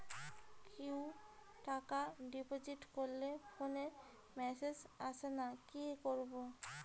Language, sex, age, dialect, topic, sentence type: Bengali, female, 25-30, Rajbangshi, banking, question